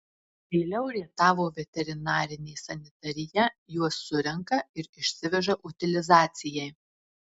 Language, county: Lithuanian, Marijampolė